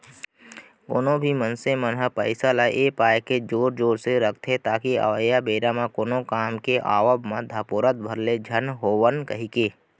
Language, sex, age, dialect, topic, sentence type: Chhattisgarhi, male, 25-30, Central, banking, statement